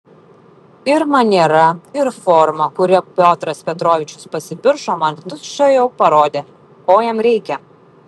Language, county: Lithuanian, Vilnius